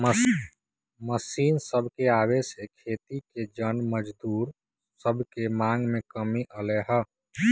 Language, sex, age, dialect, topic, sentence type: Magahi, male, 18-24, Western, agriculture, statement